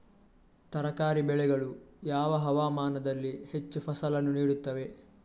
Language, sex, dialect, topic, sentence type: Kannada, male, Coastal/Dakshin, agriculture, question